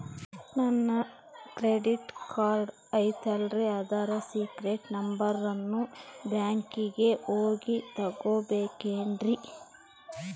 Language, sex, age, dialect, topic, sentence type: Kannada, female, 25-30, Central, banking, question